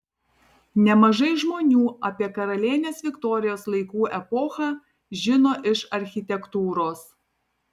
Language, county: Lithuanian, Tauragė